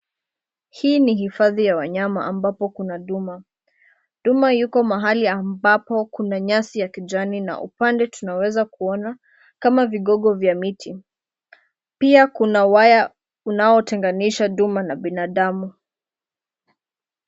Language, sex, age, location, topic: Swahili, female, 18-24, Nairobi, government